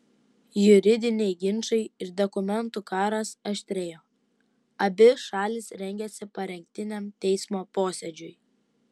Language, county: Lithuanian, Utena